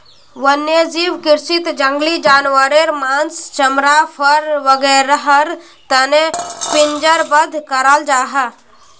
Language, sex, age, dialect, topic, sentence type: Magahi, female, 41-45, Northeastern/Surjapuri, agriculture, statement